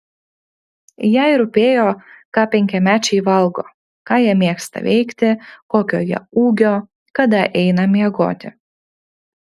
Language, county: Lithuanian, Panevėžys